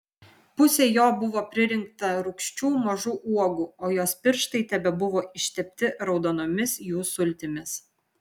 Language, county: Lithuanian, Vilnius